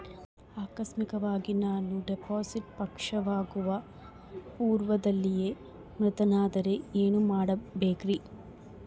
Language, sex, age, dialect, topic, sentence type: Kannada, female, 25-30, Central, banking, question